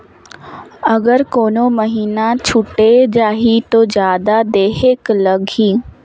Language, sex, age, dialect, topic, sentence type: Chhattisgarhi, female, 18-24, Northern/Bhandar, banking, question